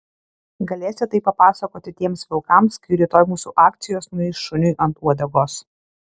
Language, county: Lithuanian, Alytus